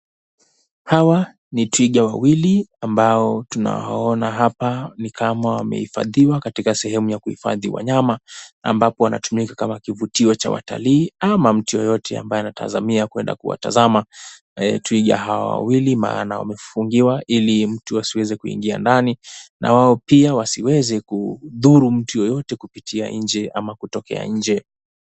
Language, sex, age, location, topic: Swahili, male, 18-24, Mombasa, agriculture